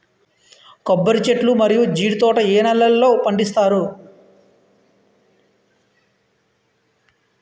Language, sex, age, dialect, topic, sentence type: Telugu, male, 31-35, Utterandhra, agriculture, question